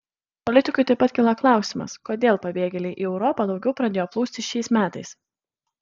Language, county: Lithuanian, Kaunas